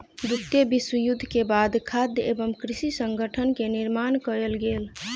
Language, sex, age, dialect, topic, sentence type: Maithili, female, 18-24, Southern/Standard, agriculture, statement